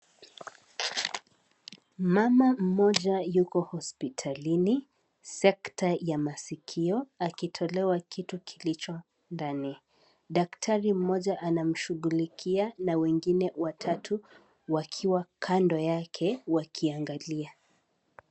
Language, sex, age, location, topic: Swahili, female, 18-24, Kisii, health